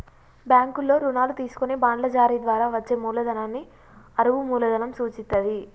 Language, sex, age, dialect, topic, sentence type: Telugu, female, 25-30, Telangana, banking, statement